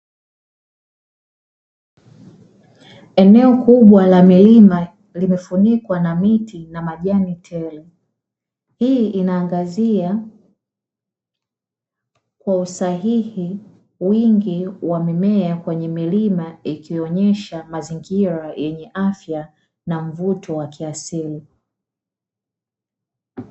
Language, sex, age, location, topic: Swahili, female, 25-35, Dar es Salaam, agriculture